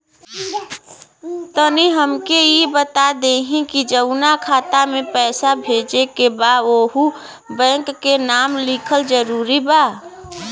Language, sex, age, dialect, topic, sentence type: Bhojpuri, female, 25-30, Western, banking, question